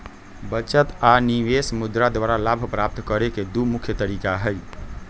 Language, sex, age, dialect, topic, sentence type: Magahi, male, 31-35, Western, banking, statement